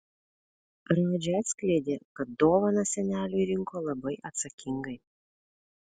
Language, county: Lithuanian, Vilnius